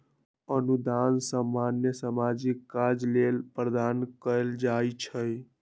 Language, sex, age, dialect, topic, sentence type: Magahi, male, 60-100, Western, banking, statement